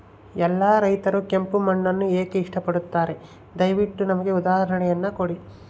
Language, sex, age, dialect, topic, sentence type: Kannada, male, 25-30, Central, agriculture, question